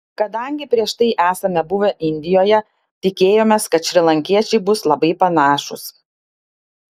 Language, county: Lithuanian, Klaipėda